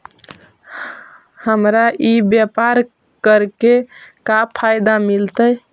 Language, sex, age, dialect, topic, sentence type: Magahi, female, 18-24, Central/Standard, agriculture, question